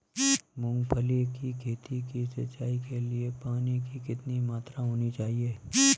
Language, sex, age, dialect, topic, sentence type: Hindi, male, 31-35, Marwari Dhudhari, agriculture, question